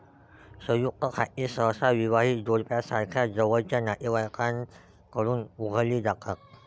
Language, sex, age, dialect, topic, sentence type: Marathi, male, 18-24, Varhadi, banking, statement